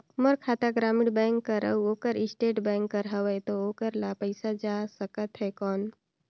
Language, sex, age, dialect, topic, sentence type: Chhattisgarhi, female, 25-30, Northern/Bhandar, banking, question